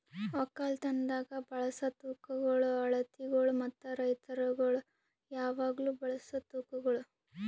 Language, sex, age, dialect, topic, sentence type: Kannada, female, 18-24, Northeastern, agriculture, statement